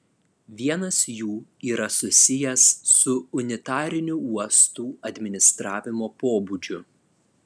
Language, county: Lithuanian, Alytus